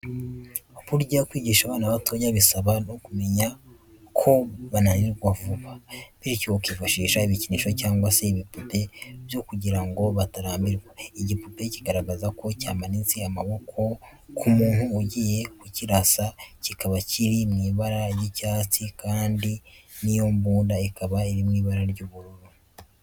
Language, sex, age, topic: Kinyarwanda, female, 25-35, education